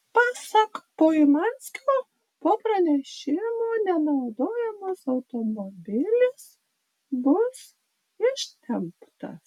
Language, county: Lithuanian, Panevėžys